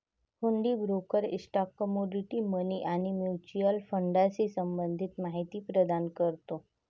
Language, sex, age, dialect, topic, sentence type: Marathi, female, 18-24, Varhadi, banking, statement